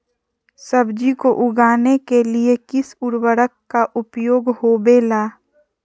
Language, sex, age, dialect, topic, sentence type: Magahi, female, 51-55, Southern, agriculture, question